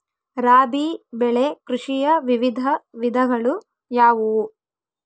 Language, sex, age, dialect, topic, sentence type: Kannada, female, 18-24, Central, agriculture, question